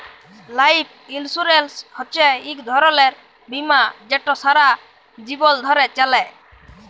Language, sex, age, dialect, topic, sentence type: Bengali, male, 18-24, Jharkhandi, banking, statement